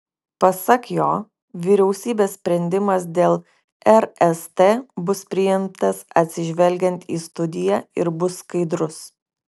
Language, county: Lithuanian, Kaunas